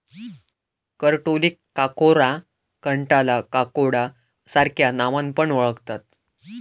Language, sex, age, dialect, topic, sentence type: Marathi, male, 18-24, Southern Konkan, agriculture, statement